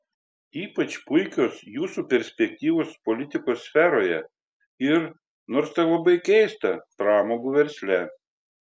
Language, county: Lithuanian, Telšiai